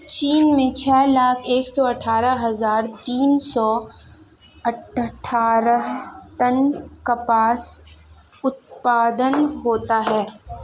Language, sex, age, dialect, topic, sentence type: Hindi, female, 18-24, Marwari Dhudhari, agriculture, statement